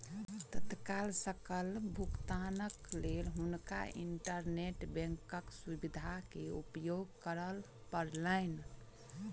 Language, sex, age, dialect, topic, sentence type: Maithili, female, 25-30, Southern/Standard, banking, statement